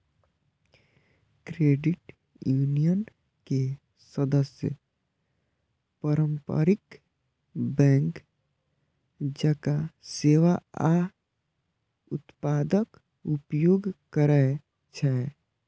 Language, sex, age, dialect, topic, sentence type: Maithili, male, 25-30, Eastern / Thethi, banking, statement